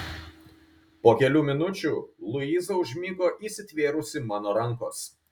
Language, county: Lithuanian, Kaunas